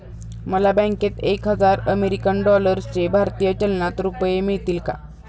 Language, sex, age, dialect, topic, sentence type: Marathi, female, 41-45, Standard Marathi, banking, statement